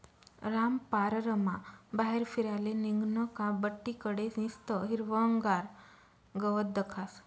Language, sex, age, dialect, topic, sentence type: Marathi, female, 31-35, Northern Konkan, agriculture, statement